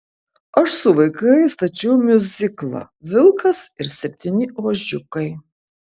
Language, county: Lithuanian, Kaunas